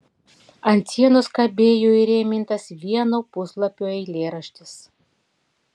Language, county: Lithuanian, Klaipėda